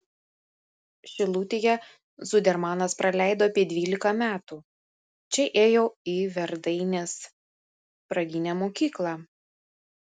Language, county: Lithuanian, Vilnius